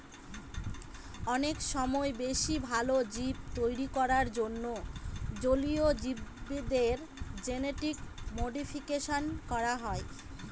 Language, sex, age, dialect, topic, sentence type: Bengali, female, 25-30, Northern/Varendri, agriculture, statement